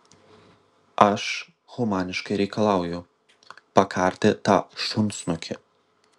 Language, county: Lithuanian, Vilnius